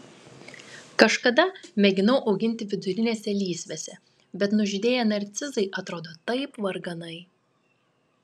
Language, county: Lithuanian, Klaipėda